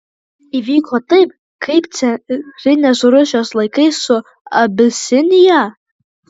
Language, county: Lithuanian, Kaunas